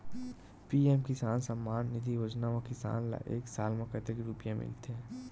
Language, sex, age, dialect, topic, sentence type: Chhattisgarhi, male, 18-24, Western/Budati/Khatahi, agriculture, question